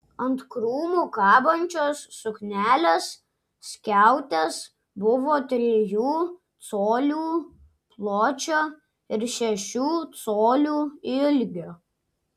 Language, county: Lithuanian, Klaipėda